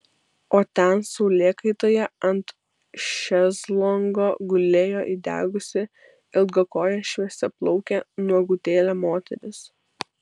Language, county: Lithuanian, Vilnius